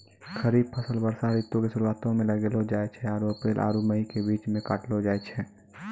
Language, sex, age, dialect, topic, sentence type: Maithili, male, 18-24, Angika, agriculture, statement